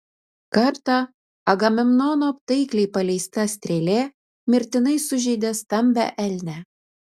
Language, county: Lithuanian, Utena